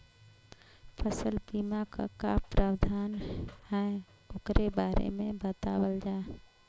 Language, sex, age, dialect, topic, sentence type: Bhojpuri, female, 25-30, Western, agriculture, question